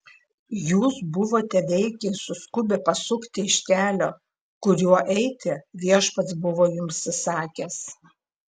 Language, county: Lithuanian, Klaipėda